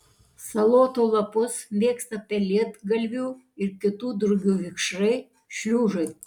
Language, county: Lithuanian, Panevėžys